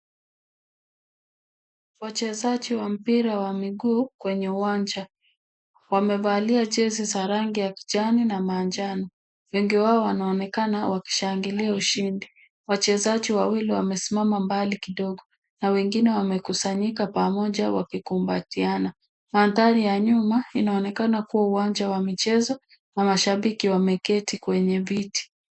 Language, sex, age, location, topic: Swahili, female, 50+, Kisumu, government